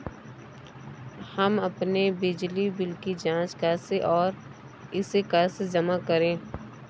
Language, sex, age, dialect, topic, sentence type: Hindi, female, 18-24, Awadhi Bundeli, banking, question